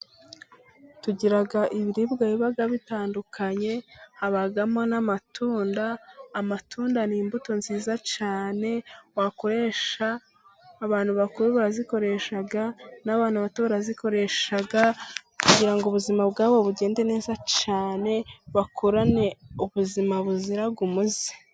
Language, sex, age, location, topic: Kinyarwanda, female, 25-35, Musanze, agriculture